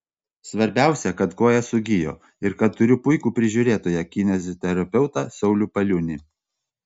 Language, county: Lithuanian, Panevėžys